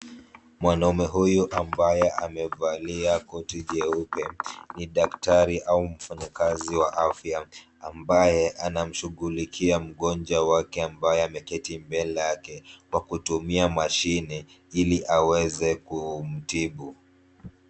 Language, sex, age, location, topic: Swahili, male, 36-49, Kisumu, health